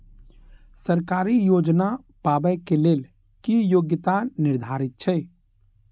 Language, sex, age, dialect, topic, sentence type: Maithili, male, 31-35, Eastern / Thethi, agriculture, question